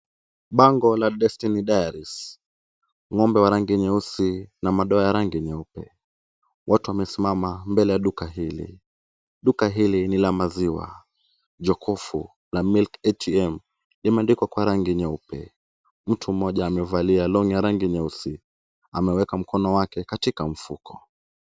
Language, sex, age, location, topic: Swahili, male, 18-24, Kisumu, finance